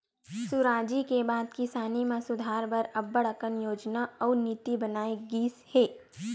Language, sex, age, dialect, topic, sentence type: Chhattisgarhi, female, 18-24, Western/Budati/Khatahi, agriculture, statement